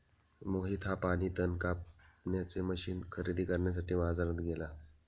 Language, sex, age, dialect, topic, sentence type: Marathi, male, 31-35, Standard Marathi, agriculture, statement